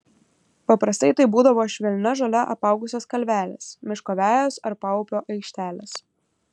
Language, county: Lithuanian, Kaunas